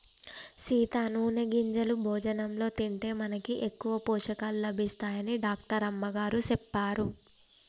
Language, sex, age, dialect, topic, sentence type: Telugu, female, 18-24, Telangana, agriculture, statement